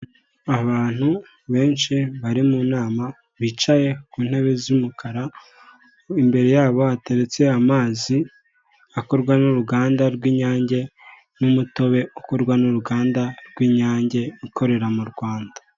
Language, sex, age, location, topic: Kinyarwanda, male, 18-24, Kigali, government